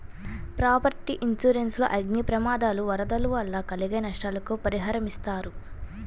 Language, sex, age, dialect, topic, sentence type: Telugu, female, 18-24, Central/Coastal, banking, statement